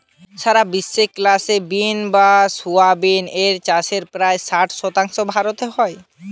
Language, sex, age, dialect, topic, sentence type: Bengali, male, 18-24, Western, agriculture, statement